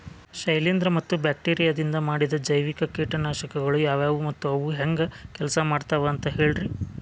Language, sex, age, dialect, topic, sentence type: Kannada, male, 25-30, Dharwad Kannada, agriculture, question